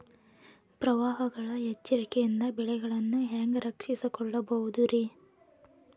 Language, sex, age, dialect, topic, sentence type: Kannada, female, 18-24, Dharwad Kannada, agriculture, question